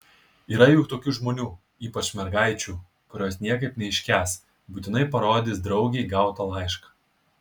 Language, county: Lithuanian, Kaunas